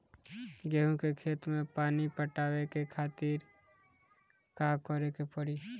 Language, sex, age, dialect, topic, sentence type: Bhojpuri, male, 18-24, Northern, agriculture, question